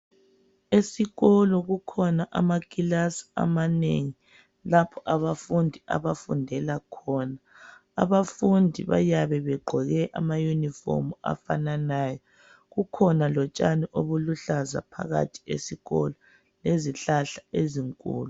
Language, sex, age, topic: North Ndebele, male, 36-49, education